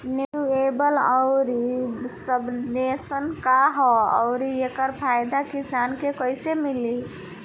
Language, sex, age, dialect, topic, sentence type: Bhojpuri, female, 18-24, Southern / Standard, agriculture, question